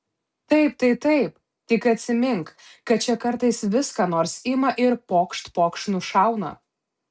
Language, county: Lithuanian, Utena